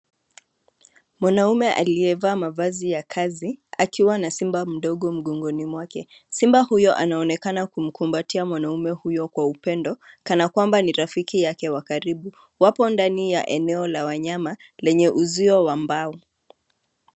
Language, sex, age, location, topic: Swahili, female, 25-35, Nairobi, government